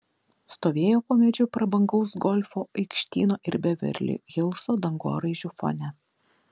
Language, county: Lithuanian, Telšiai